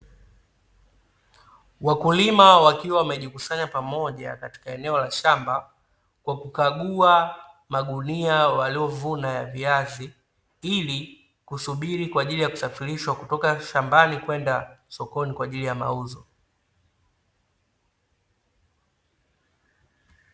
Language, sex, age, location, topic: Swahili, male, 25-35, Dar es Salaam, agriculture